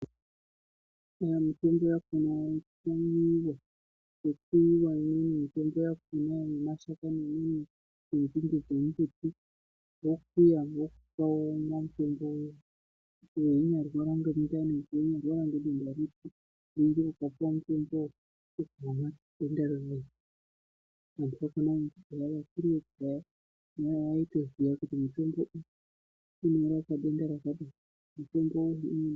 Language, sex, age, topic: Ndau, female, 36-49, health